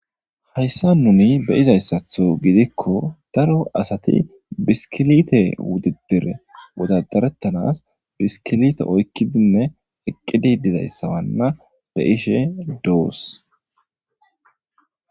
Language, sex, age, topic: Gamo, male, 18-24, government